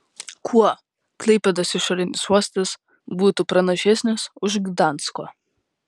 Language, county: Lithuanian, Kaunas